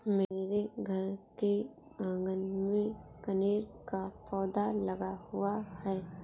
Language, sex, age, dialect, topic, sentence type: Hindi, female, 46-50, Awadhi Bundeli, agriculture, statement